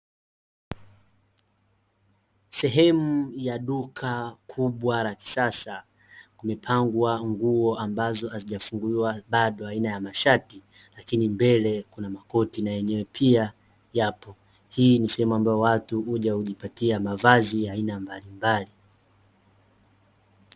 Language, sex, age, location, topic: Swahili, male, 18-24, Dar es Salaam, finance